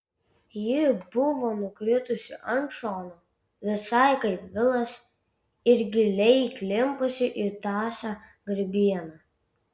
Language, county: Lithuanian, Vilnius